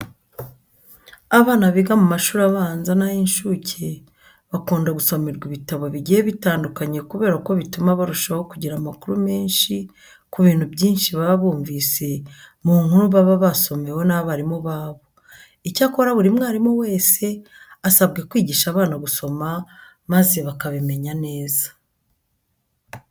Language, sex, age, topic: Kinyarwanda, female, 50+, education